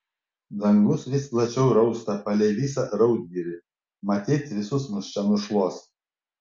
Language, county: Lithuanian, Panevėžys